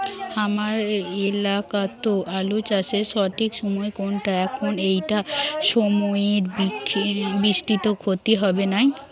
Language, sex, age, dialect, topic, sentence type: Bengali, female, 18-24, Rajbangshi, agriculture, question